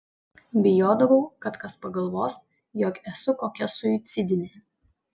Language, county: Lithuanian, Utena